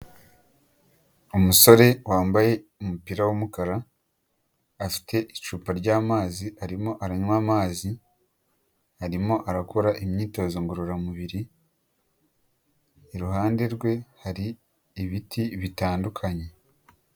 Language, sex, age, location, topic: Kinyarwanda, male, 18-24, Huye, health